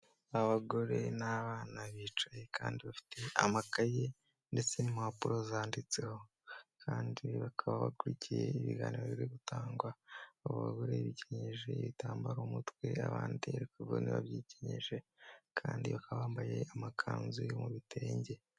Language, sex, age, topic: Kinyarwanda, male, 18-24, finance